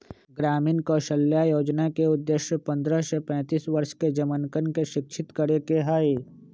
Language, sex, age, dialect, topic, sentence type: Magahi, male, 25-30, Western, banking, statement